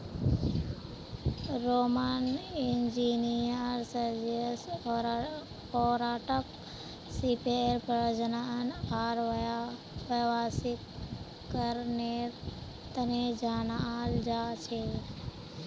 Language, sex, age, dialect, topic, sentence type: Magahi, female, 25-30, Northeastern/Surjapuri, agriculture, statement